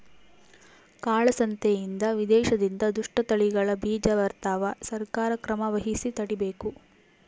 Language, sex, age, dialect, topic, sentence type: Kannada, female, 18-24, Central, agriculture, statement